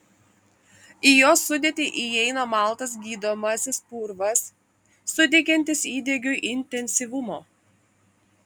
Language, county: Lithuanian, Klaipėda